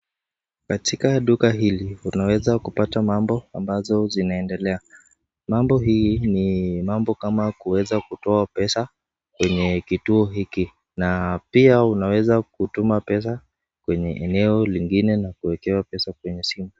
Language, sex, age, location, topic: Swahili, male, 18-24, Nakuru, finance